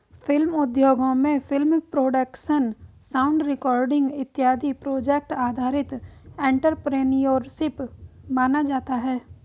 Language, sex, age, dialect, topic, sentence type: Hindi, female, 18-24, Hindustani Malvi Khadi Boli, banking, statement